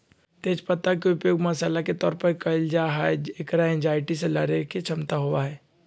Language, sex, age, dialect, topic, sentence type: Magahi, male, 18-24, Western, agriculture, statement